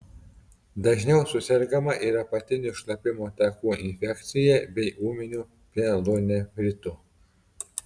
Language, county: Lithuanian, Telšiai